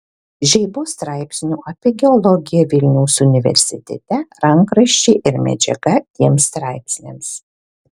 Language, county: Lithuanian, Alytus